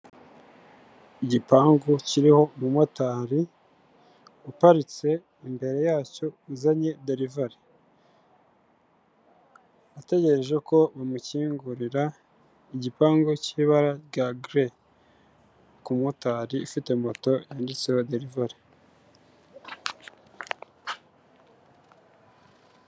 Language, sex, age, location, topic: Kinyarwanda, male, 25-35, Kigali, finance